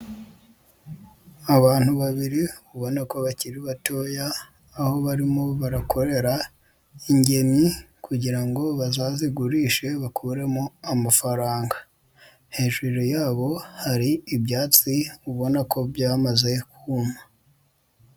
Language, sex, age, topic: Kinyarwanda, female, 25-35, agriculture